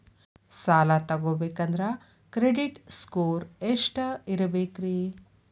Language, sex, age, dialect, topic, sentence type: Kannada, female, 25-30, Dharwad Kannada, banking, question